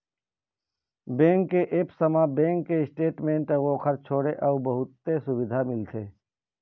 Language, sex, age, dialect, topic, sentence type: Chhattisgarhi, male, 25-30, Eastern, banking, statement